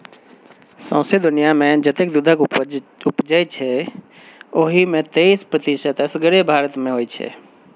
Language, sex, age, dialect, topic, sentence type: Maithili, female, 36-40, Bajjika, agriculture, statement